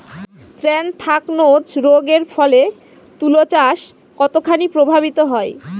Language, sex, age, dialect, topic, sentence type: Bengali, female, 18-24, Jharkhandi, agriculture, question